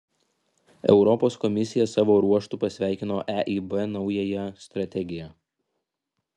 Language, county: Lithuanian, Vilnius